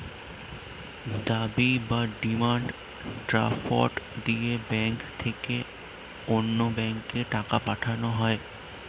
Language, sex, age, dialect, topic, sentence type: Bengali, male, <18, Standard Colloquial, banking, statement